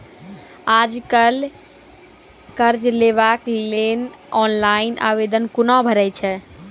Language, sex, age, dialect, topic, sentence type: Maithili, female, 51-55, Angika, banking, question